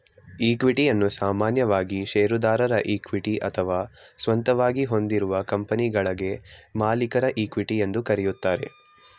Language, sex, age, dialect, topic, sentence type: Kannada, male, 18-24, Mysore Kannada, banking, statement